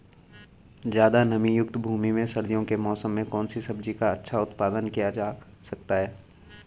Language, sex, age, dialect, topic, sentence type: Hindi, male, 18-24, Garhwali, agriculture, question